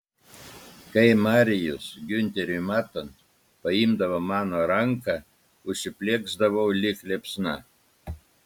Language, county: Lithuanian, Klaipėda